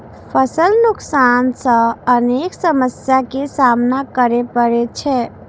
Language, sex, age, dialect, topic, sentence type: Maithili, female, 18-24, Eastern / Thethi, agriculture, statement